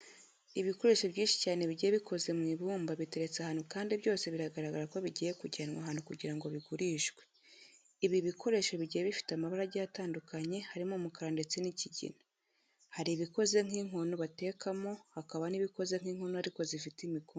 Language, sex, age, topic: Kinyarwanda, female, 25-35, education